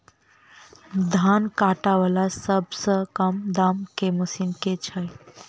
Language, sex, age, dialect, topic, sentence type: Maithili, female, 25-30, Southern/Standard, agriculture, question